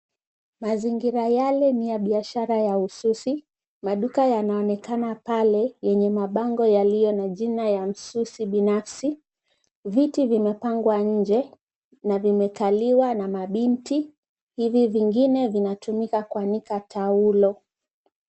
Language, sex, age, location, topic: Swahili, female, 25-35, Kisumu, finance